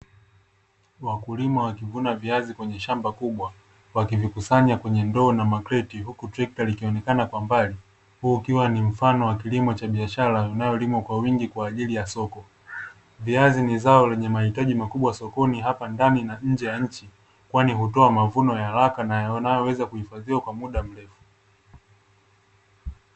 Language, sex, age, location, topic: Swahili, male, 18-24, Dar es Salaam, agriculture